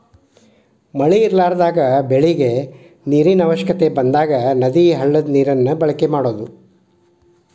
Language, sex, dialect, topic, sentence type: Kannada, male, Dharwad Kannada, agriculture, statement